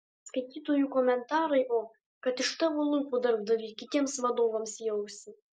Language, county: Lithuanian, Alytus